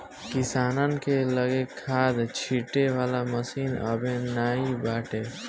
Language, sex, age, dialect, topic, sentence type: Bhojpuri, male, 18-24, Northern, agriculture, statement